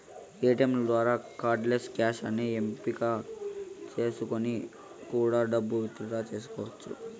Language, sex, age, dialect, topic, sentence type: Telugu, male, 18-24, Southern, banking, statement